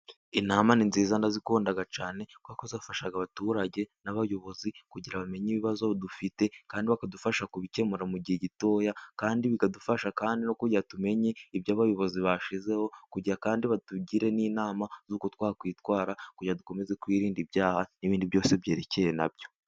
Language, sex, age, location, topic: Kinyarwanda, male, 18-24, Musanze, government